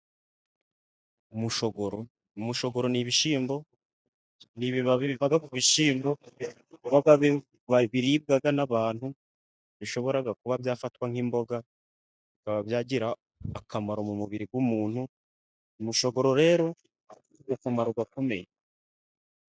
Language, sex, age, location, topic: Kinyarwanda, male, 50+, Musanze, agriculture